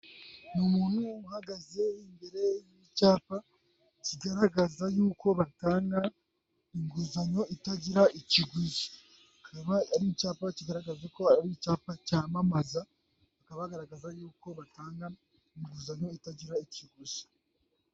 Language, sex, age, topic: Kinyarwanda, male, 18-24, finance